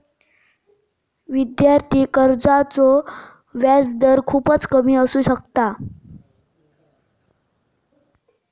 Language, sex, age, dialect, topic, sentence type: Marathi, male, 18-24, Southern Konkan, banking, statement